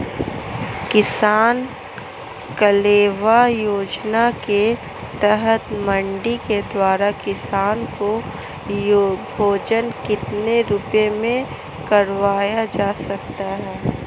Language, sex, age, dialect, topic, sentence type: Hindi, female, 18-24, Marwari Dhudhari, agriculture, question